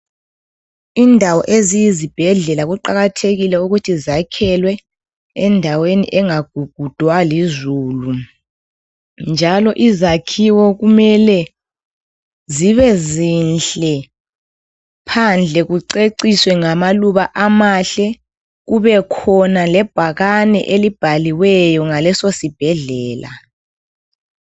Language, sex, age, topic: North Ndebele, female, 25-35, health